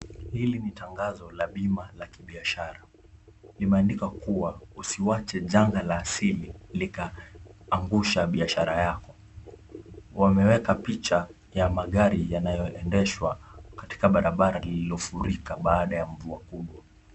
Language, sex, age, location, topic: Swahili, male, 18-24, Kisumu, finance